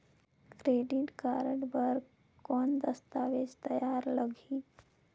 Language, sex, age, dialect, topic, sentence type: Chhattisgarhi, female, 18-24, Northern/Bhandar, banking, question